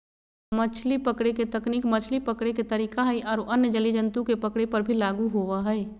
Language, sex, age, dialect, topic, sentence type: Magahi, female, 36-40, Southern, agriculture, statement